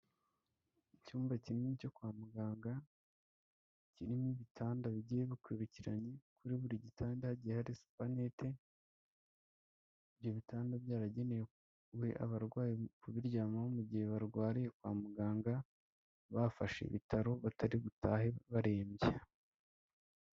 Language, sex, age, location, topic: Kinyarwanda, male, 25-35, Kigali, health